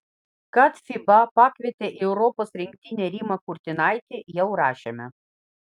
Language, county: Lithuanian, Vilnius